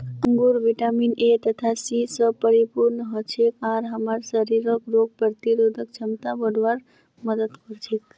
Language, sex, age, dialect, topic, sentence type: Magahi, female, 18-24, Northeastern/Surjapuri, agriculture, statement